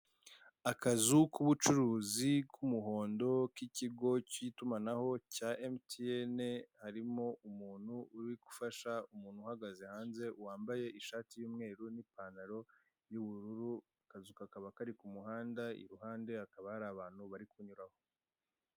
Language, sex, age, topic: Kinyarwanda, male, 25-35, finance